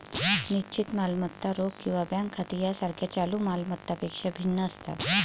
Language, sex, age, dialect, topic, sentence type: Marathi, female, 36-40, Varhadi, banking, statement